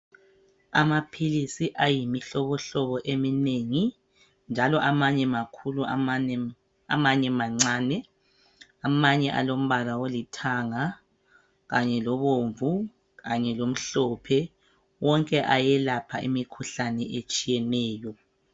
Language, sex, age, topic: North Ndebele, male, 36-49, health